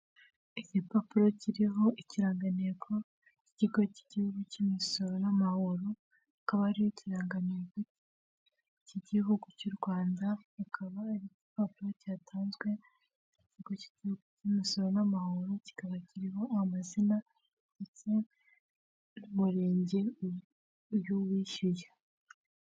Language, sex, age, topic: Kinyarwanda, female, 18-24, finance